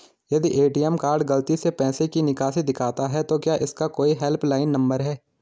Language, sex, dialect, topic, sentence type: Hindi, male, Garhwali, banking, question